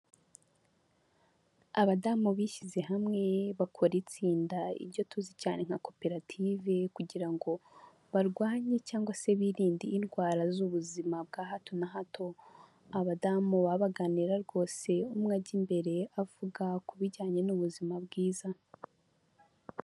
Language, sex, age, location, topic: Kinyarwanda, female, 25-35, Huye, health